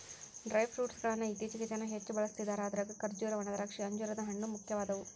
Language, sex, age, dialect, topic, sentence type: Kannada, female, 31-35, Dharwad Kannada, agriculture, statement